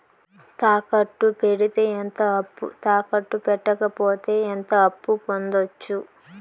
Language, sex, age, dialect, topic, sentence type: Telugu, female, 18-24, Southern, banking, question